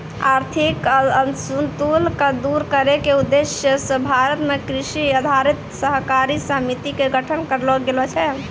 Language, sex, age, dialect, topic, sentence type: Maithili, female, 18-24, Angika, agriculture, statement